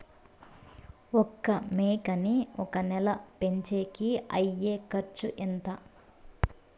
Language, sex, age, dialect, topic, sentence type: Telugu, female, 25-30, Southern, agriculture, question